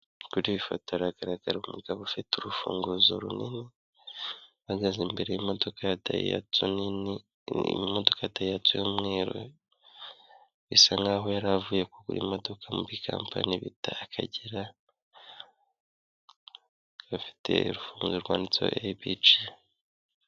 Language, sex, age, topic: Kinyarwanda, male, 25-35, finance